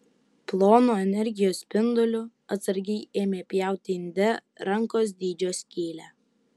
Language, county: Lithuanian, Utena